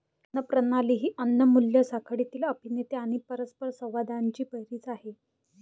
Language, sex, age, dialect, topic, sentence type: Marathi, female, 25-30, Varhadi, agriculture, statement